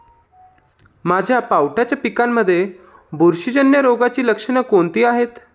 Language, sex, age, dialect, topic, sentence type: Marathi, male, 25-30, Standard Marathi, agriculture, question